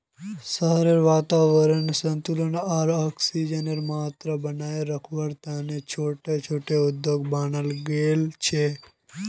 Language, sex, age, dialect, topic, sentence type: Magahi, male, 18-24, Northeastern/Surjapuri, agriculture, statement